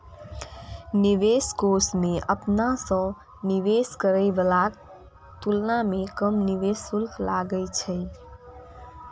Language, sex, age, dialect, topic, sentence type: Maithili, female, 18-24, Eastern / Thethi, banking, statement